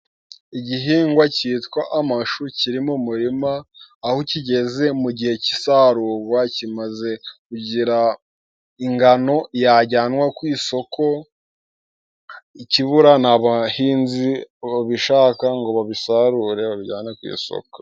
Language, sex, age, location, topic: Kinyarwanda, male, 18-24, Musanze, agriculture